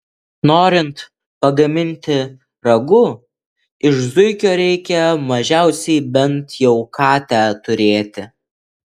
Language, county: Lithuanian, Alytus